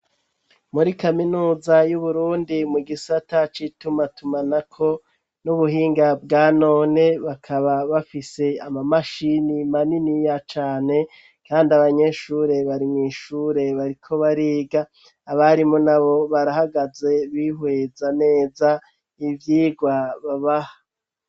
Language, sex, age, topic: Rundi, male, 36-49, education